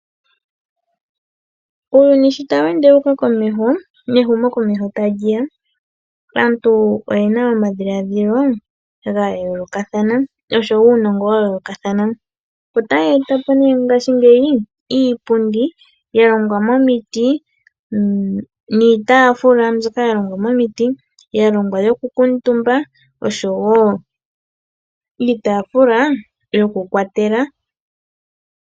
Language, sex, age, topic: Oshiwambo, male, 25-35, finance